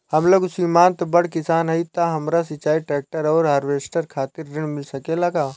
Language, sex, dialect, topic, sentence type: Bhojpuri, male, Southern / Standard, banking, question